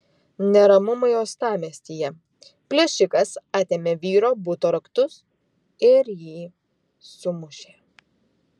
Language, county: Lithuanian, Vilnius